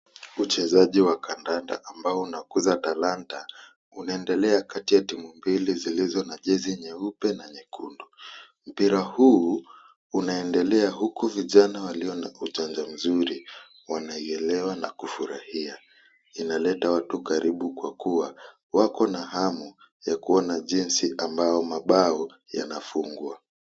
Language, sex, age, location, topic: Swahili, male, 18-24, Kisumu, government